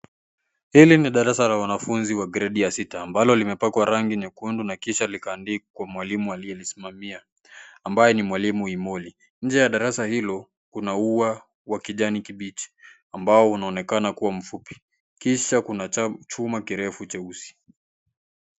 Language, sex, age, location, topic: Swahili, male, 18-24, Kisii, education